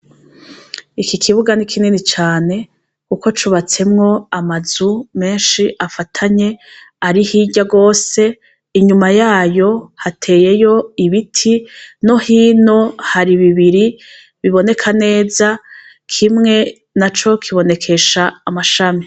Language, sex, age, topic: Rundi, female, 36-49, education